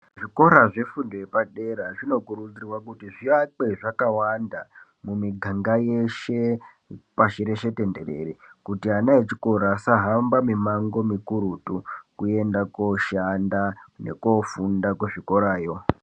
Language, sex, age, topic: Ndau, female, 18-24, education